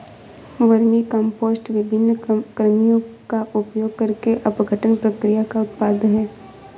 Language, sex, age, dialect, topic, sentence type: Hindi, female, 25-30, Awadhi Bundeli, agriculture, statement